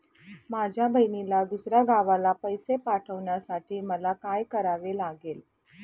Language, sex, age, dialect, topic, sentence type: Marathi, female, 31-35, Northern Konkan, banking, question